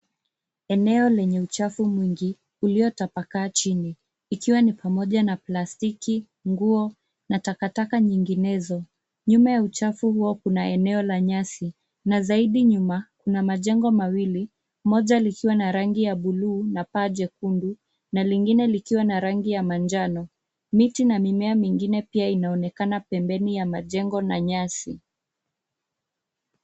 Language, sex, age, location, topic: Swahili, female, 25-35, Nairobi, government